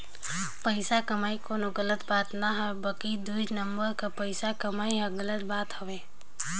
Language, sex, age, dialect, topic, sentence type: Chhattisgarhi, female, 18-24, Northern/Bhandar, banking, statement